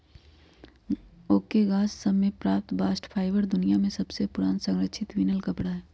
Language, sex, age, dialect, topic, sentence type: Magahi, female, 31-35, Western, agriculture, statement